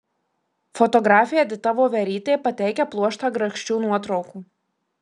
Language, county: Lithuanian, Marijampolė